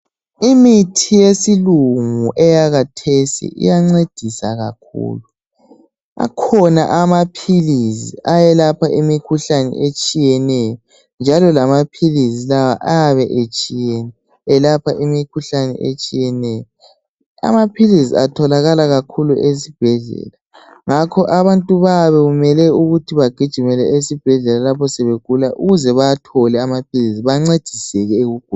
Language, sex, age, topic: North Ndebele, male, 18-24, health